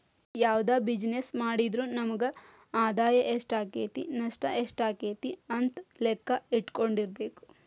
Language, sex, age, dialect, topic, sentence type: Kannada, female, 36-40, Dharwad Kannada, banking, statement